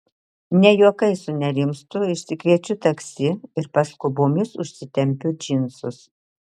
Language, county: Lithuanian, Marijampolė